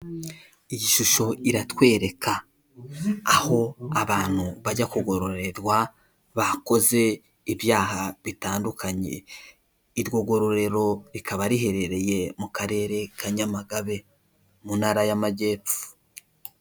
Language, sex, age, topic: Kinyarwanda, male, 18-24, government